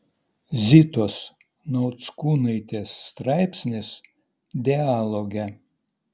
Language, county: Lithuanian, Vilnius